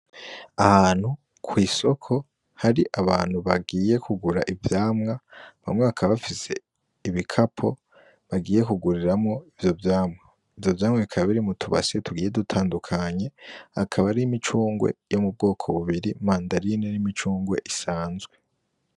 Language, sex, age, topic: Rundi, male, 18-24, agriculture